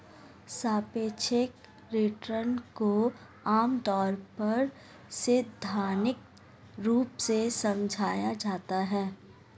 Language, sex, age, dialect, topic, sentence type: Hindi, female, 18-24, Marwari Dhudhari, banking, statement